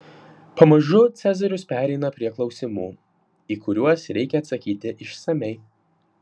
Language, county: Lithuanian, Vilnius